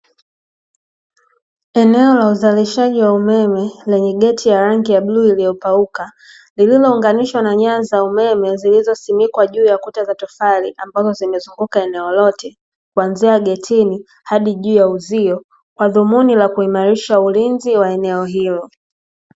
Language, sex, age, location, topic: Swahili, female, 18-24, Dar es Salaam, government